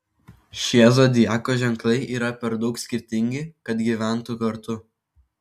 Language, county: Lithuanian, Kaunas